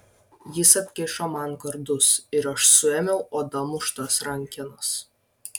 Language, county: Lithuanian, Vilnius